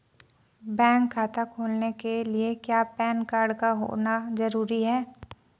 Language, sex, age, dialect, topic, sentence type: Hindi, female, 25-30, Marwari Dhudhari, banking, question